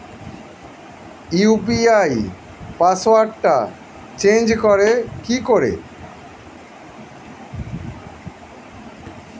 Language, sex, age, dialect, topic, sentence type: Bengali, male, 51-55, Standard Colloquial, banking, question